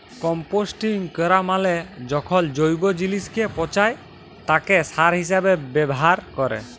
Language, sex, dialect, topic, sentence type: Bengali, male, Jharkhandi, agriculture, statement